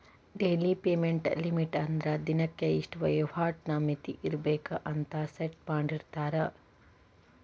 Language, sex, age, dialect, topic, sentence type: Kannada, female, 25-30, Dharwad Kannada, banking, statement